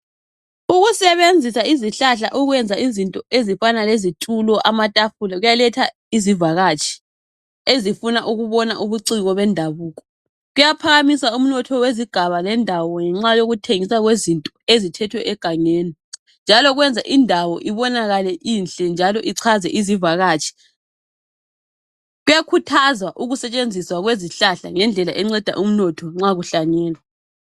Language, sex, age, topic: North Ndebele, female, 25-35, education